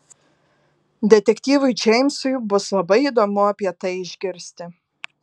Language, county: Lithuanian, Alytus